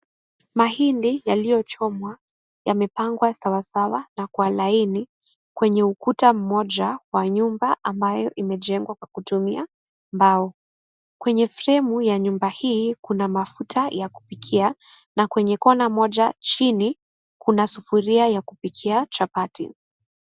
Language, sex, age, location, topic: Swahili, female, 18-24, Kisii, agriculture